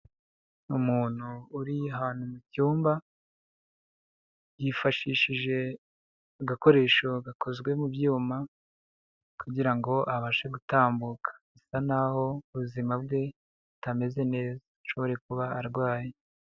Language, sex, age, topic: Kinyarwanda, male, 25-35, health